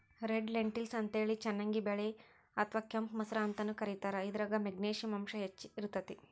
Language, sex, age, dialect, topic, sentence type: Kannada, female, 18-24, Dharwad Kannada, agriculture, statement